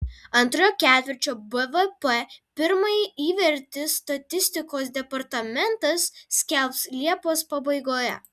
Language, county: Lithuanian, Vilnius